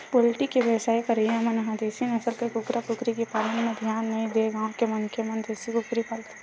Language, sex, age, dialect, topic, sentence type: Chhattisgarhi, female, 18-24, Western/Budati/Khatahi, agriculture, statement